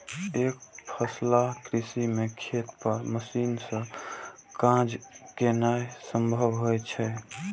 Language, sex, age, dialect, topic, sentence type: Maithili, male, 18-24, Eastern / Thethi, agriculture, statement